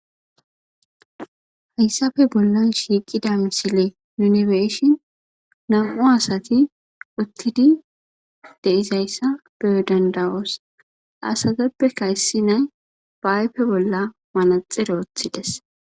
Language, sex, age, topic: Gamo, female, 25-35, government